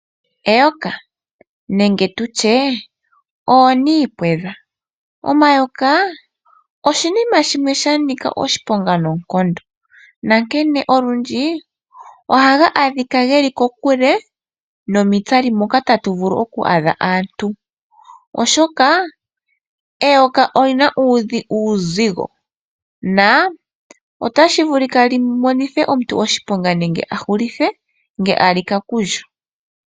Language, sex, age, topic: Oshiwambo, female, 18-24, agriculture